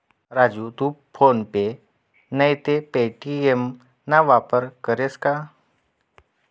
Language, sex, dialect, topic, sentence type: Marathi, male, Northern Konkan, banking, statement